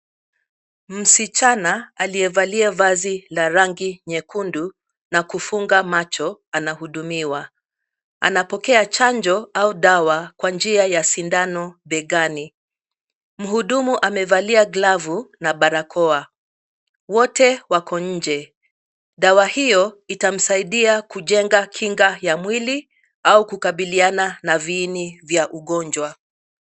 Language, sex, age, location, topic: Swahili, female, 50+, Nairobi, health